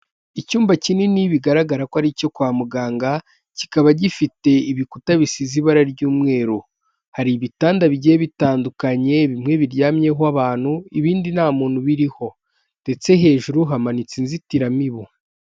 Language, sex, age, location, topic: Kinyarwanda, male, 18-24, Kigali, health